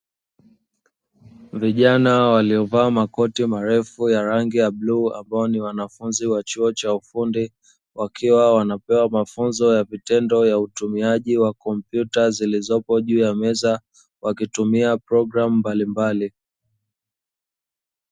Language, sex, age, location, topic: Swahili, male, 25-35, Dar es Salaam, education